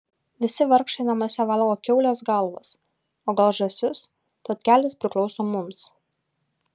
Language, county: Lithuanian, Kaunas